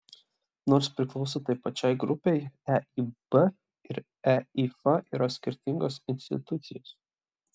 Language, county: Lithuanian, Klaipėda